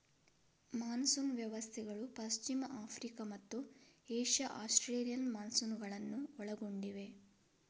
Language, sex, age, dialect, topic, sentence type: Kannada, female, 25-30, Coastal/Dakshin, agriculture, statement